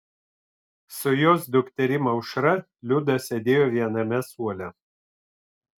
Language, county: Lithuanian, Vilnius